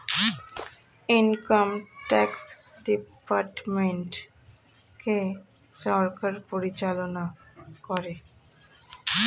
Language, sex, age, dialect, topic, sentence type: Bengali, female, <18, Standard Colloquial, banking, statement